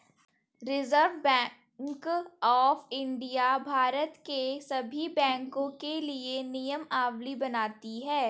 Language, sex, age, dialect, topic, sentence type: Hindi, female, 18-24, Kanauji Braj Bhasha, banking, statement